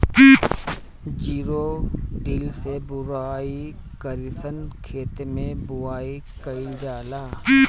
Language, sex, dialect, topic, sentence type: Bhojpuri, male, Northern, agriculture, question